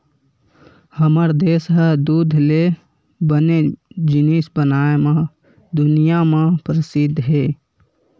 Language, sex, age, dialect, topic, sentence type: Chhattisgarhi, male, 18-24, Western/Budati/Khatahi, agriculture, statement